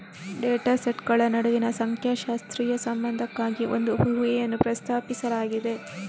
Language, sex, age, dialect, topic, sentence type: Kannada, female, 25-30, Coastal/Dakshin, banking, statement